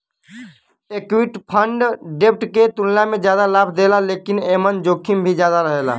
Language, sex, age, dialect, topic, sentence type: Bhojpuri, male, 18-24, Western, banking, statement